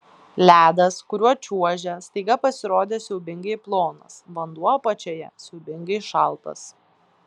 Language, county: Lithuanian, Klaipėda